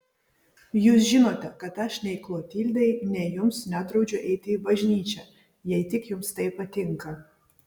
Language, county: Lithuanian, Vilnius